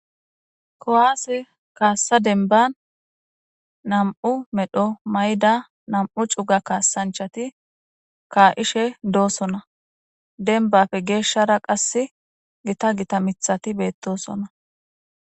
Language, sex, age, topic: Gamo, female, 25-35, government